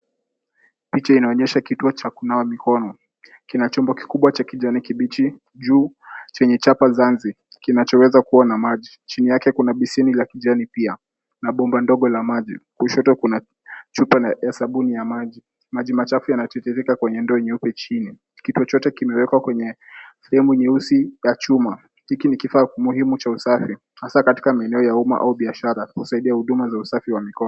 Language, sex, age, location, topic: Swahili, male, 18-24, Kisumu, health